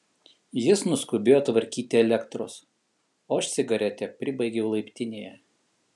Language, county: Lithuanian, Kaunas